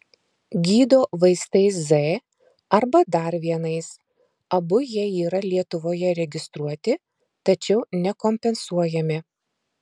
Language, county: Lithuanian, Marijampolė